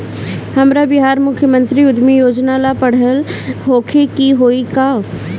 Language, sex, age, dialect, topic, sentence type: Bhojpuri, female, 18-24, Northern, banking, question